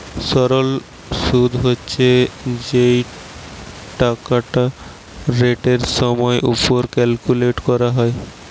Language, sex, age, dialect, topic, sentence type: Bengali, male, 18-24, Western, banking, statement